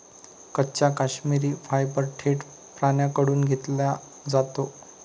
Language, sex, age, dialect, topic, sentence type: Marathi, male, 25-30, Varhadi, agriculture, statement